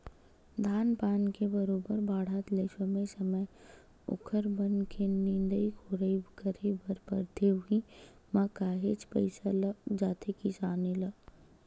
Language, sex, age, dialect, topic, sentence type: Chhattisgarhi, female, 18-24, Western/Budati/Khatahi, banking, statement